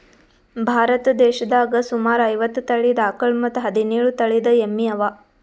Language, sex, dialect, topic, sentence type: Kannada, female, Northeastern, agriculture, statement